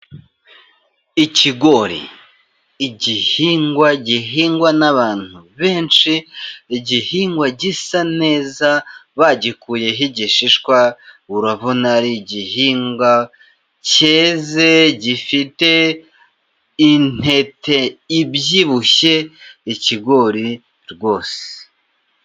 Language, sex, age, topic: Kinyarwanda, male, 25-35, agriculture